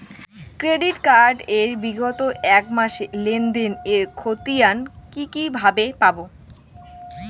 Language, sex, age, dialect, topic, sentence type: Bengali, female, 18-24, Rajbangshi, banking, question